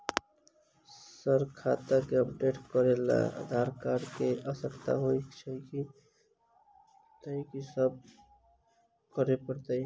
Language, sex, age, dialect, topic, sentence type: Maithili, male, 18-24, Southern/Standard, banking, question